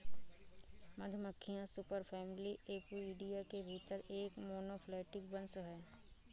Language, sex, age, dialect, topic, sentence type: Hindi, female, 25-30, Awadhi Bundeli, agriculture, statement